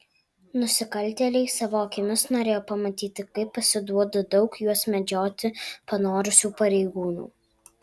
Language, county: Lithuanian, Alytus